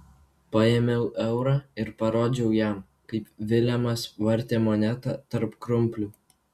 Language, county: Lithuanian, Kaunas